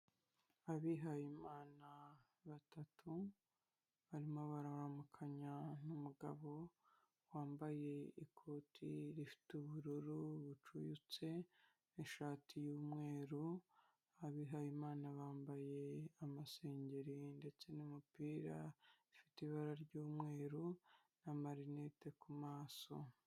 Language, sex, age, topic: Kinyarwanda, female, 25-35, health